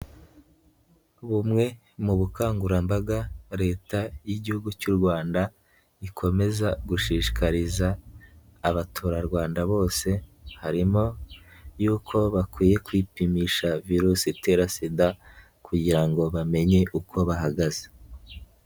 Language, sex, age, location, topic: Kinyarwanda, male, 18-24, Nyagatare, health